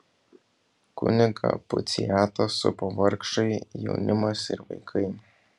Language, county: Lithuanian, Kaunas